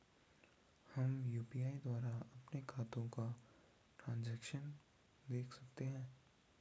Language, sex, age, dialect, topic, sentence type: Hindi, male, 18-24, Garhwali, banking, question